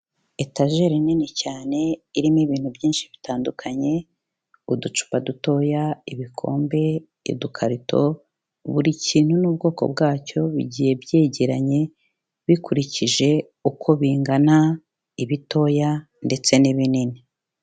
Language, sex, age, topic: Kinyarwanda, female, 36-49, health